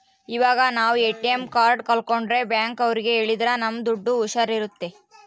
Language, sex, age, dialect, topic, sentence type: Kannada, female, 18-24, Central, banking, statement